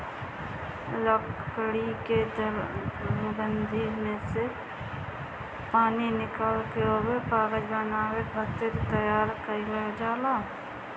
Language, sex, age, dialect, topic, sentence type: Bhojpuri, female, 25-30, Northern, agriculture, statement